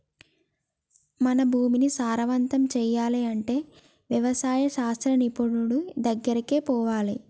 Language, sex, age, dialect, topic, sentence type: Telugu, female, 25-30, Telangana, agriculture, statement